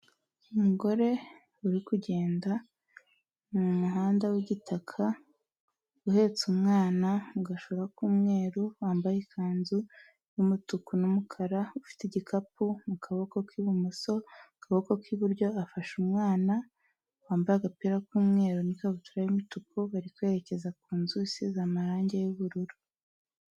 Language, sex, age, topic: Kinyarwanda, female, 18-24, government